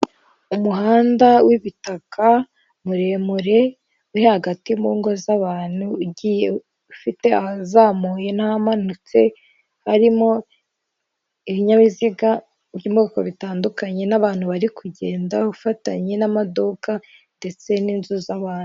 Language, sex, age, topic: Kinyarwanda, female, 18-24, government